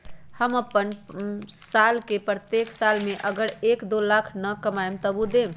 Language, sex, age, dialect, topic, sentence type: Magahi, male, 36-40, Western, banking, question